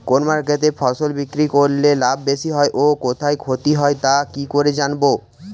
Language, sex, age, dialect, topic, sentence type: Bengali, male, 18-24, Standard Colloquial, agriculture, question